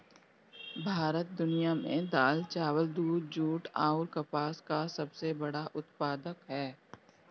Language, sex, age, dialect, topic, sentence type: Bhojpuri, female, 36-40, Northern, agriculture, statement